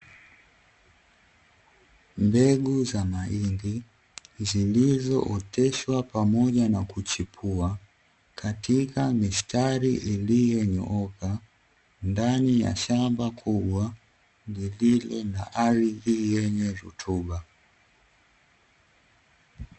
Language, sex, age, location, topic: Swahili, male, 18-24, Dar es Salaam, agriculture